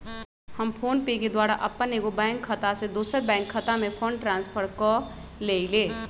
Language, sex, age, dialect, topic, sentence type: Magahi, male, 36-40, Western, banking, statement